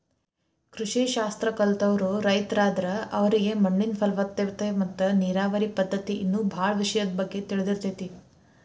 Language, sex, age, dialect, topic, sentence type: Kannada, female, 18-24, Dharwad Kannada, agriculture, statement